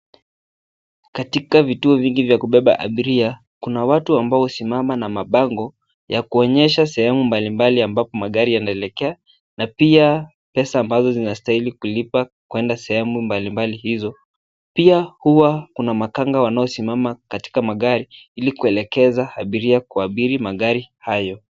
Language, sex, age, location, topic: Swahili, male, 18-24, Nairobi, government